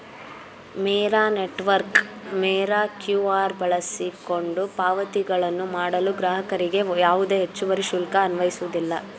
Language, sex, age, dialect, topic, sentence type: Kannada, female, 18-24, Mysore Kannada, banking, statement